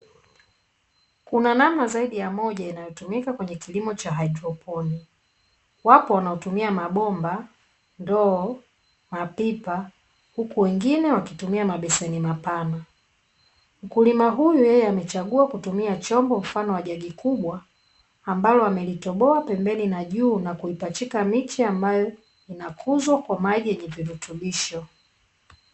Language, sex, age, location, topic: Swahili, female, 25-35, Dar es Salaam, agriculture